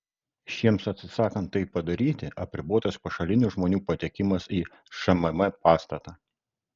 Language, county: Lithuanian, Kaunas